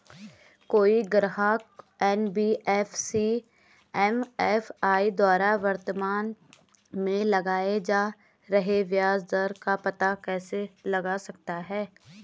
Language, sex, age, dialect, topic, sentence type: Hindi, female, 31-35, Garhwali, banking, question